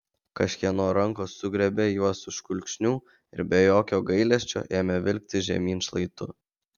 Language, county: Lithuanian, Vilnius